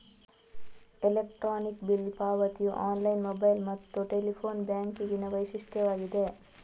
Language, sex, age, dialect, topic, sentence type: Kannada, female, 18-24, Coastal/Dakshin, banking, statement